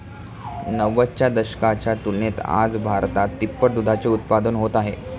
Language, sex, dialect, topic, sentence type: Marathi, male, Standard Marathi, agriculture, statement